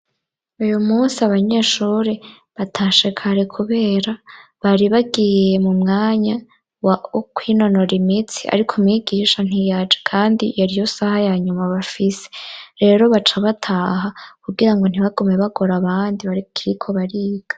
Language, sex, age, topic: Rundi, female, 25-35, education